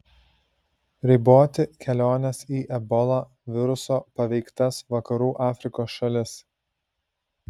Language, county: Lithuanian, Šiauliai